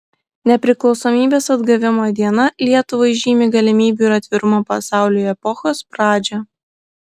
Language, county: Lithuanian, Klaipėda